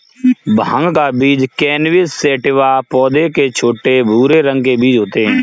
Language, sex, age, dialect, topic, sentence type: Hindi, male, 25-30, Kanauji Braj Bhasha, agriculture, statement